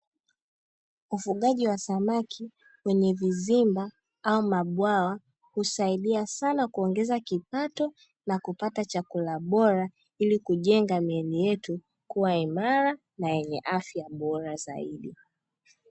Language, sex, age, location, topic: Swahili, female, 18-24, Dar es Salaam, agriculture